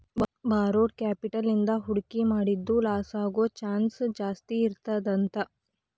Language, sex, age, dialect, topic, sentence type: Kannada, female, 41-45, Dharwad Kannada, banking, statement